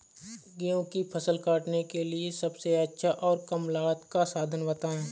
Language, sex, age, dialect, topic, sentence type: Hindi, male, 25-30, Awadhi Bundeli, agriculture, question